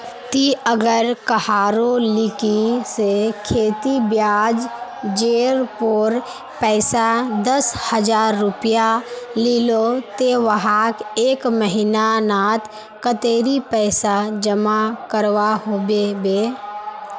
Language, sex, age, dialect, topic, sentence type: Magahi, female, 18-24, Northeastern/Surjapuri, banking, question